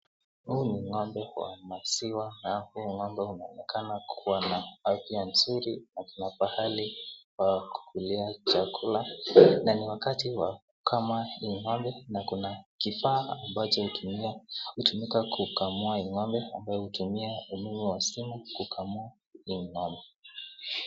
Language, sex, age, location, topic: Swahili, male, 18-24, Nakuru, agriculture